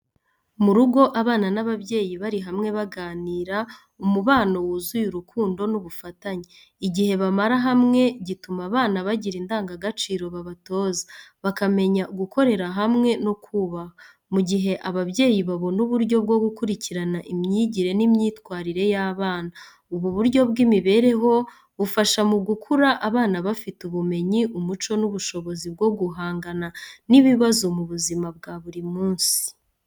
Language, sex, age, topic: Kinyarwanda, female, 25-35, education